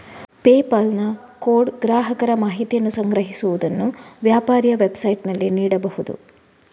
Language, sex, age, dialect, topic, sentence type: Kannada, female, 18-24, Coastal/Dakshin, banking, statement